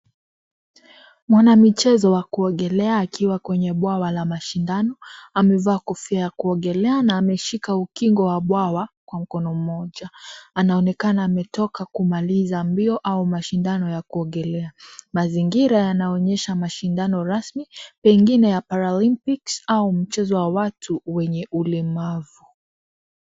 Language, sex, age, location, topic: Swahili, female, 18-24, Kisii, education